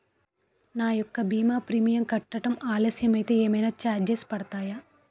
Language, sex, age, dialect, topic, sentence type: Telugu, female, 18-24, Utterandhra, banking, question